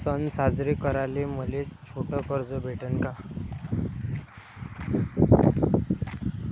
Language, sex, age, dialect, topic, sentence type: Marathi, female, 18-24, Varhadi, banking, statement